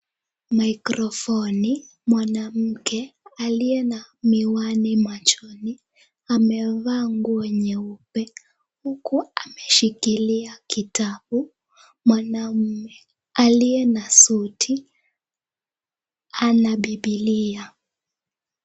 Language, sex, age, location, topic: Swahili, female, 18-24, Kisumu, government